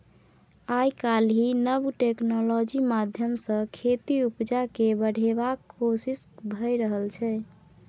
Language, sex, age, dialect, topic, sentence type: Maithili, female, 41-45, Bajjika, agriculture, statement